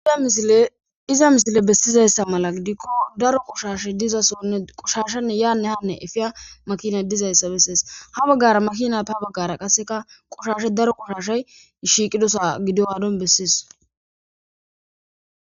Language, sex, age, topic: Gamo, female, 25-35, government